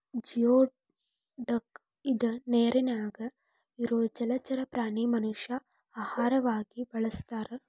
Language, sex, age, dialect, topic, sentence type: Kannada, female, 18-24, Dharwad Kannada, agriculture, statement